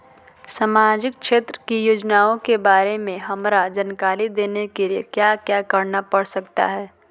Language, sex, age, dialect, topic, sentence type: Magahi, female, 18-24, Southern, banking, question